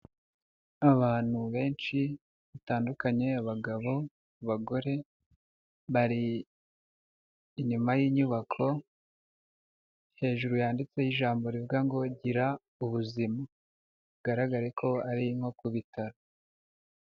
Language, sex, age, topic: Kinyarwanda, male, 25-35, health